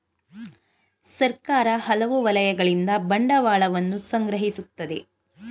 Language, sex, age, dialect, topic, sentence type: Kannada, female, 31-35, Mysore Kannada, banking, statement